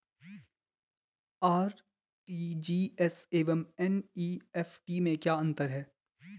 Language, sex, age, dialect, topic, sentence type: Hindi, male, 18-24, Garhwali, banking, question